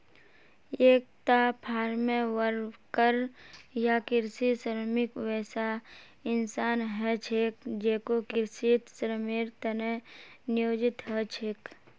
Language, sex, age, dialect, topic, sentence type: Magahi, female, 18-24, Northeastern/Surjapuri, agriculture, statement